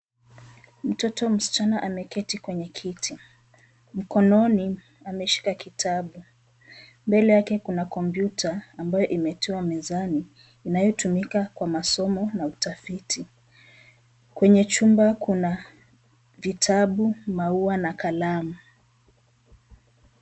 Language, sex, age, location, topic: Swahili, female, 25-35, Nairobi, education